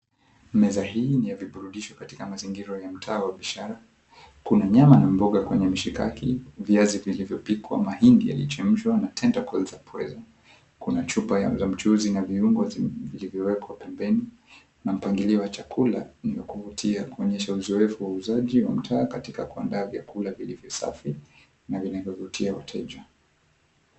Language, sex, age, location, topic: Swahili, male, 25-35, Mombasa, agriculture